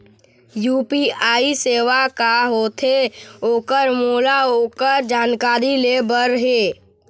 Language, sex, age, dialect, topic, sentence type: Chhattisgarhi, male, 51-55, Eastern, banking, question